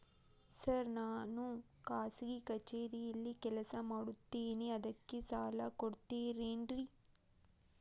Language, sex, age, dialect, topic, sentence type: Kannada, female, 18-24, Dharwad Kannada, banking, question